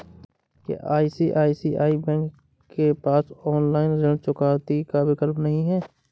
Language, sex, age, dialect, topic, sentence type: Hindi, male, 18-24, Awadhi Bundeli, banking, question